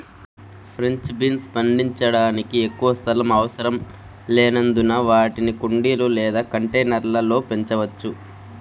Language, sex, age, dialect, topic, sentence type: Telugu, male, 25-30, Southern, agriculture, statement